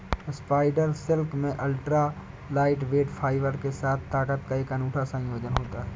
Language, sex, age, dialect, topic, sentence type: Hindi, male, 60-100, Awadhi Bundeli, agriculture, statement